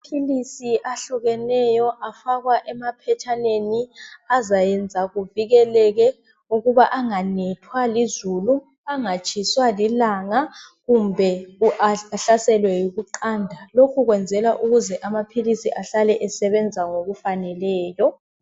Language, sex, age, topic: North Ndebele, male, 25-35, health